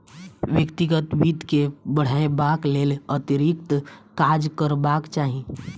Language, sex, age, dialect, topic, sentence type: Maithili, female, 18-24, Southern/Standard, banking, statement